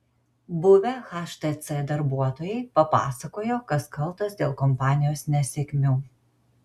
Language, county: Lithuanian, Marijampolė